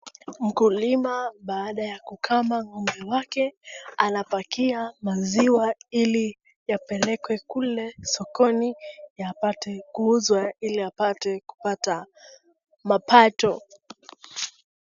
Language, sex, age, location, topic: Swahili, female, 18-24, Wajir, agriculture